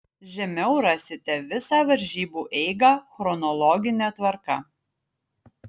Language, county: Lithuanian, Utena